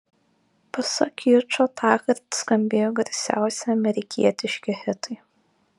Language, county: Lithuanian, Kaunas